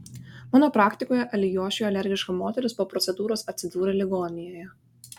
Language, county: Lithuanian, Kaunas